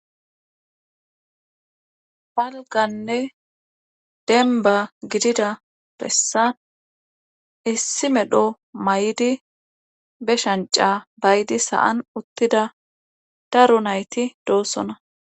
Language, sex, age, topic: Gamo, female, 36-49, government